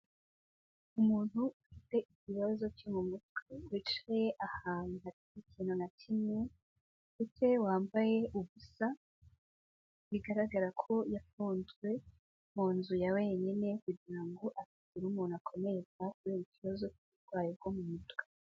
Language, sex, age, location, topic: Kinyarwanda, female, 18-24, Kigali, health